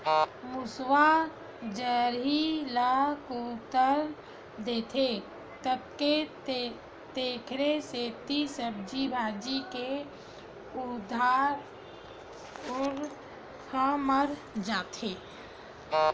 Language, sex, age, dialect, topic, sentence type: Chhattisgarhi, female, 46-50, Western/Budati/Khatahi, agriculture, statement